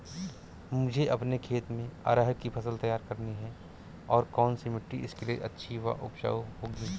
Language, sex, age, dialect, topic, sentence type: Hindi, male, 46-50, Awadhi Bundeli, agriculture, question